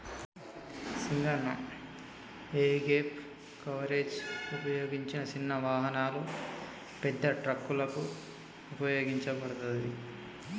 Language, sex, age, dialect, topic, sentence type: Telugu, male, 18-24, Telangana, banking, statement